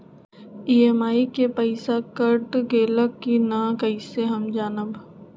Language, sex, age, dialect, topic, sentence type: Magahi, female, 25-30, Western, banking, question